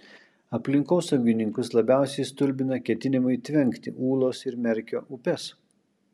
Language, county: Lithuanian, Kaunas